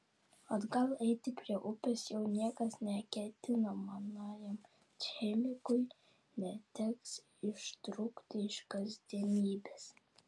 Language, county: Lithuanian, Vilnius